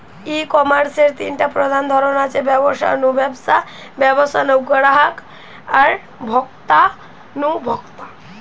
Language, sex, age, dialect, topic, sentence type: Bengali, female, 18-24, Western, agriculture, statement